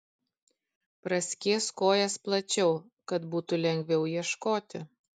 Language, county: Lithuanian, Kaunas